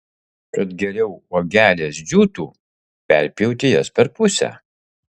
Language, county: Lithuanian, Utena